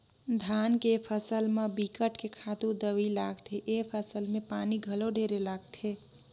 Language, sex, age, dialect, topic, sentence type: Chhattisgarhi, female, 18-24, Northern/Bhandar, agriculture, statement